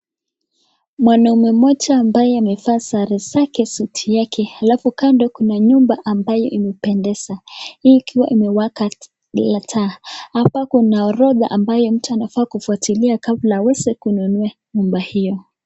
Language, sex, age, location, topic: Swahili, female, 18-24, Nakuru, finance